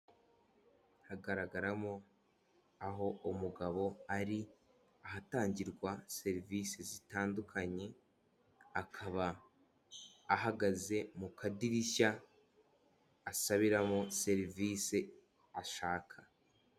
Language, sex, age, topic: Kinyarwanda, male, 18-24, government